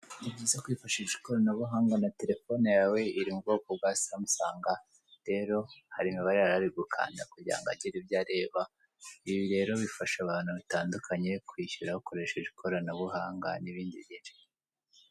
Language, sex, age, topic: Kinyarwanda, female, 18-24, finance